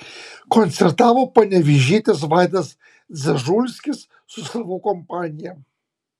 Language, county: Lithuanian, Kaunas